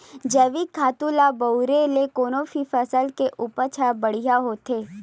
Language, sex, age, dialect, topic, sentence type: Chhattisgarhi, female, 18-24, Western/Budati/Khatahi, agriculture, statement